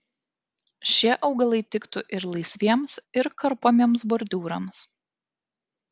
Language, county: Lithuanian, Kaunas